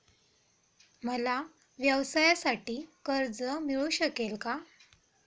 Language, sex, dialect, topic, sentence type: Marathi, female, Standard Marathi, banking, question